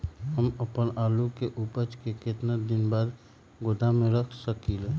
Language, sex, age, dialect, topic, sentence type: Magahi, male, 36-40, Western, agriculture, question